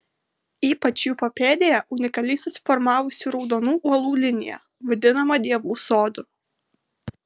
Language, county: Lithuanian, Kaunas